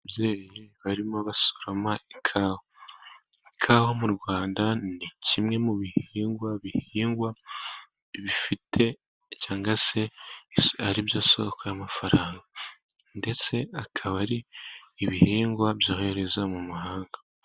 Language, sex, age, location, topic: Kinyarwanda, male, 18-24, Musanze, agriculture